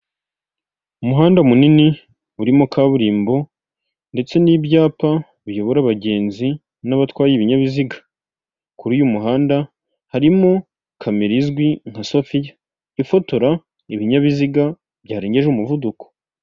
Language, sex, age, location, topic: Kinyarwanda, male, 18-24, Huye, government